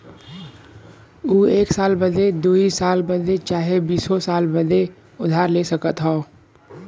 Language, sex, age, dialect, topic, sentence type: Bhojpuri, male, 25-30, Western, banking, statement